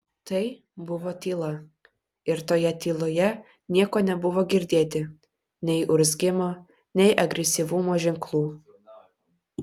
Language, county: Lithuanian, Vilnius